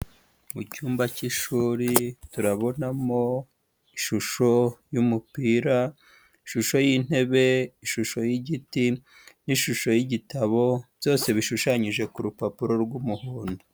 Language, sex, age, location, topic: Kinyarwanda, female, 25-35, Huye, education